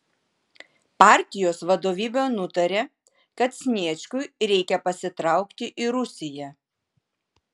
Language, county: Lithuanian, Vilnius